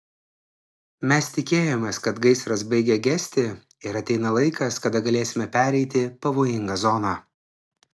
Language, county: Lithuanian, Klaipėda